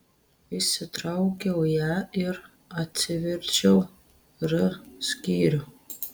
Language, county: Lithuanian, Telšiai